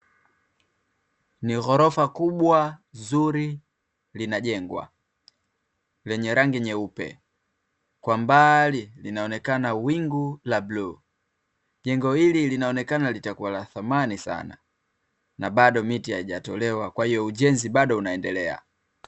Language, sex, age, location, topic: Swahili, male, 25-35, Dar es Salaam, finance